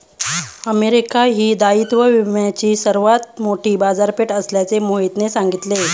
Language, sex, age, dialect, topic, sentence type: Marathi, female, 31-35, Standard Marathi, banking, statement